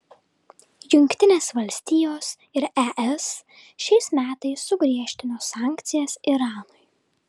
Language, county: Lithuanian, Vilnius